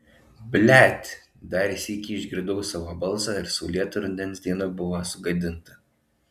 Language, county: Lithuanian, Alytus